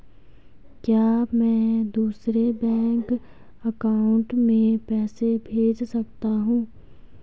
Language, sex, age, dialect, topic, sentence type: Hindi, female, 18-24, Garhwali, banking, question